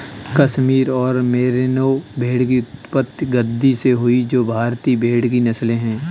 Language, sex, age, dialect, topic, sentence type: Hindi, male, 31-35, Kanauji Braj Bhasha, agriculture, statement